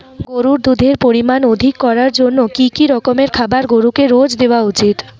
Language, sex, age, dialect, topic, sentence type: Bengali, female, 41-45, Rajbangshi, agriculture, question